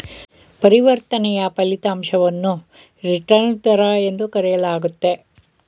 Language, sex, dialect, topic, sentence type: Kannada, male, Mysore Kannada, banking, statement